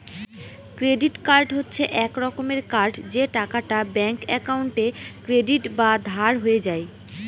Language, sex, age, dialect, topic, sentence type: Bengali, female, 18-24, Northern/Varendri, banking, statement